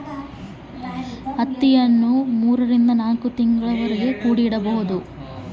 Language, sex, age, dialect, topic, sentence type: Kannada, female, 25-30, Central, agriculture, question